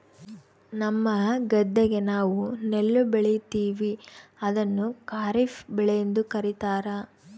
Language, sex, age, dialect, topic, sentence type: Kannada, female, 18-24, Central, agriculture, statement